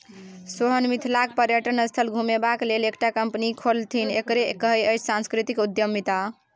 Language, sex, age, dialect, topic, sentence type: Maithili, female, 18-24, Bajjika, banking, statement